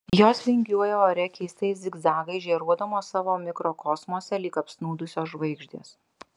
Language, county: Lithuanian, Vilnius